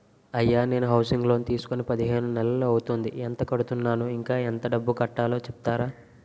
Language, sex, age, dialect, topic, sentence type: Telugu, male, 18-24, Utterandhra, banking, question